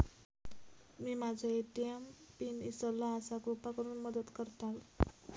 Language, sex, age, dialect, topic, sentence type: Marathi, female, 18-24, Southern Konkan, banking, statement